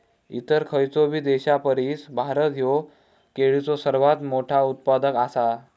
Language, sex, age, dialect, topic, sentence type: Marathi, male, 18-24, Southern Konkan, agriculture, statement